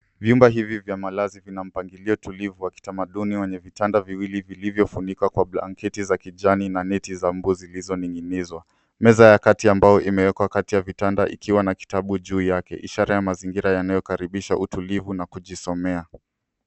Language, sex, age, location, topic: Swahili, male, 18-24, Nairobi, education